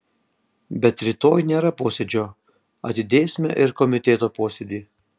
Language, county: Lithuanian, Panevėžys